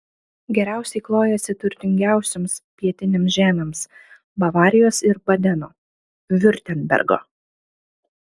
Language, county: Lithuanian, Panevėžys